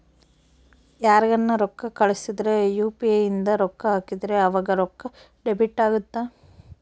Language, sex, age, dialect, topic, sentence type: Kannada, female, 25-30, Central, banking, statement